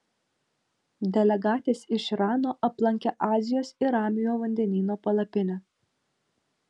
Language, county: Lithuanian, Vilnius